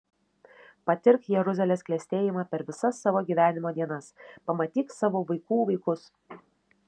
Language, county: Lithuanian, Šiauliai